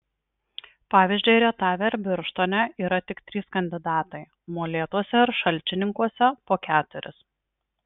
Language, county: Lithuanian, Marijampolė